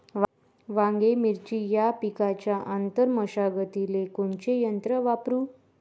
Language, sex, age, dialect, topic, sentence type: Marathi, female, 18-24, Varhadi, agriculture, question